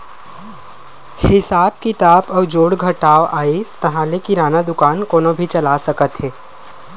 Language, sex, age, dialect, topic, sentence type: Chhattisgarhi, male, 25-30, Western/Budati/Khatahi, agriculture, statement